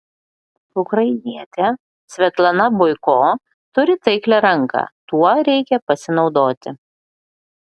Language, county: Lithuanian, Klaipėda